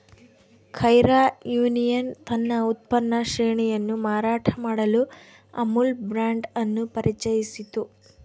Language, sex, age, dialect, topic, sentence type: Kannada, female, 18-24, Central, agriculture, statement